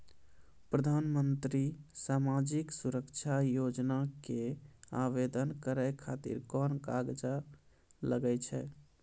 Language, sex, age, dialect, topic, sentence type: Maithili, male, 25-30, Angika, banking, question